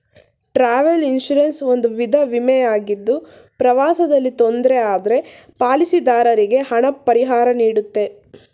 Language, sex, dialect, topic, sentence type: Kannada, female, Mysore Kannada, banking, statement